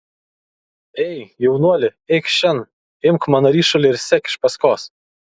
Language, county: Lithuanian, Kaunas